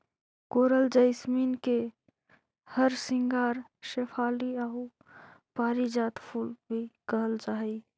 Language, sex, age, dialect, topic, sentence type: Magahi, female, 18-24, Central/Standard, agriculture, statement